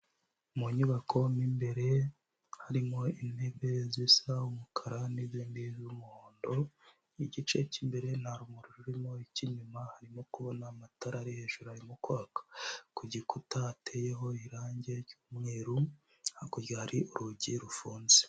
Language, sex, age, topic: Kinyarwanda, male, 18-24, education